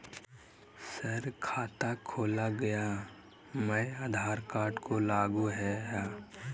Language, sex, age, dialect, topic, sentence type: Magahi, male, 25-30, Southern, banking, question